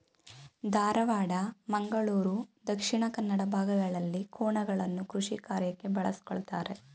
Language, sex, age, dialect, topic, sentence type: Kannada, female, 18-24, Mysore Kannada, agriculture, statement